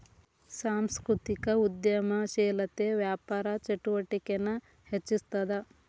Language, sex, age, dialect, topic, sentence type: Kannada, female, 36-40, Dharwad Kannada, banking, statement